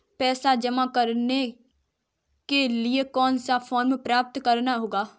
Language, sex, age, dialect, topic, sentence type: Hindi, female, 18-24, Kanauji Braj Bhasha, banking, question